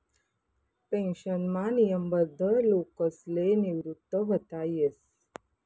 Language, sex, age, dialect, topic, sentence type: Marathi, female, 31-35, Northern Konkan, banking, statement